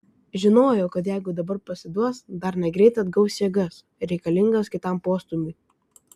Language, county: Lithuanian, Kaunas